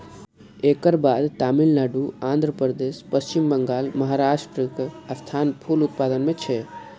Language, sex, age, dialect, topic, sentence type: Maithili, male, 25-30, Eastern / Thethi, agriculture, statement